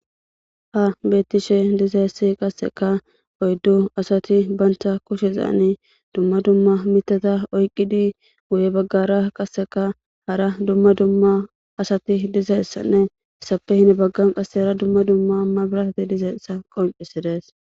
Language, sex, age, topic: Gamo, female, 18-24, government